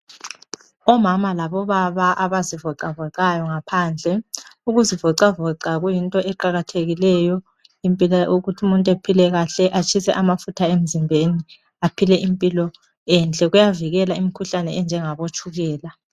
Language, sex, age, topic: North Ndebele, male, 25-35, health